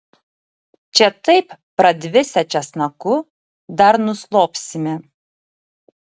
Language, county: Lithuanian, Tauragė